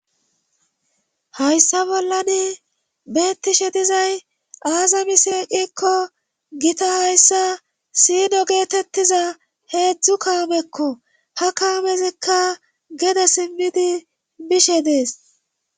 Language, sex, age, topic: Gamo, female, 25-35, government